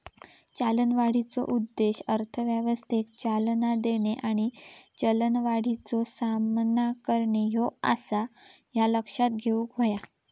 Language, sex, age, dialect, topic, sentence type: Marathi, female, 18-24, Southern Konkan, banking, statement